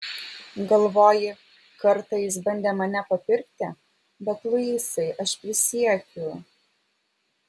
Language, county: Lithuanian, Vilnius